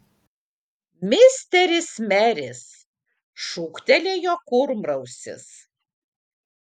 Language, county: Lithuanian, Kaunas